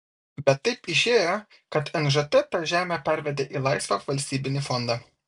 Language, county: Lithuanian, Vilnius